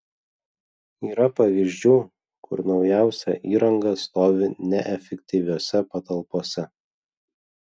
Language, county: Lithuanian, Vilnius